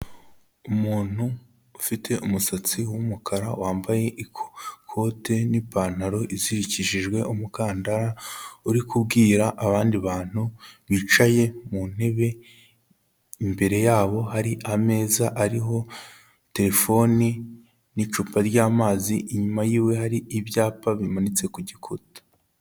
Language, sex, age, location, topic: Kinyarwanda, male, 18-24, Kigali, health